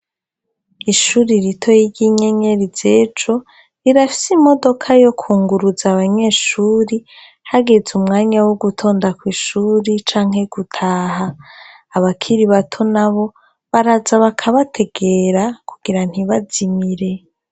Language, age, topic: Rundi, 25-35, education